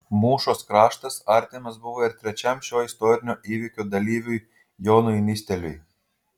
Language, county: Lithuanian, Telšiai